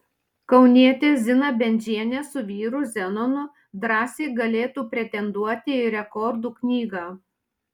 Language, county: Lithuanian, Panevėžys